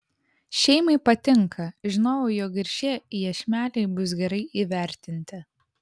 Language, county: Lithuanian, Vilnius